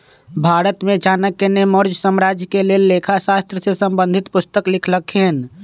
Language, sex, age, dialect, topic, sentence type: Magahi, male, 25-30, Western, banking, statement